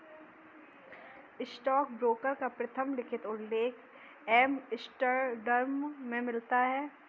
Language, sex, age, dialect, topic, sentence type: Hindi, female, 18-24, Kanauji Braj Bhasha, banking, statement